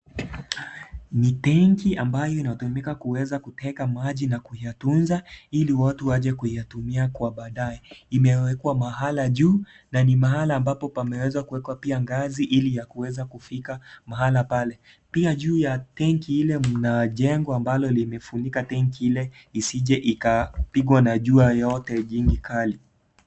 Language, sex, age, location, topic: Swahili, male, 18-24, Kisii, government